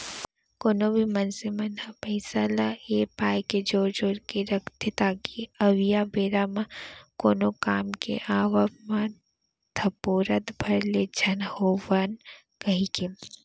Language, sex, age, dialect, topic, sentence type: Chhattisgarhi, female, 18-24, Central, banking, statement